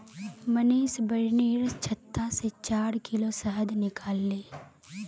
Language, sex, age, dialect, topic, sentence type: Magahi, female, 18-24, Northeastern/Surjapuri, agriculture, statement